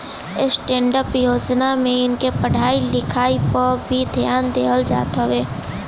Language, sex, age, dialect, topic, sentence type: Bhojpuri, female, 18-24, Northern, banking, statement